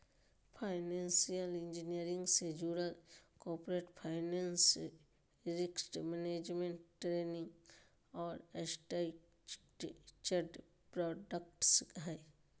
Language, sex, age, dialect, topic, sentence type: Magahi, female, 25-30, Southern, banking, statement